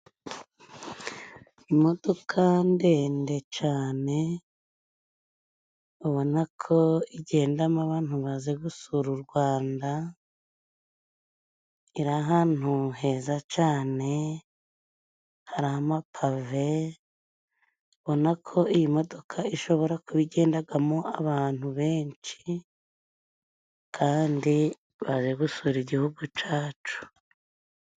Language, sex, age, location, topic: Kinyarwanda, female, 25-35, Musanze, government